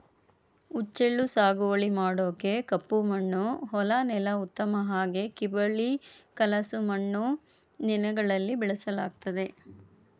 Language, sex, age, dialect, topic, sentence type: Kannada, female, 31-35, Mysore Kannada, agriculture, statement